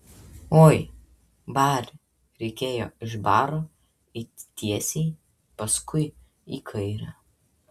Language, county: Lithuanian, Vilnius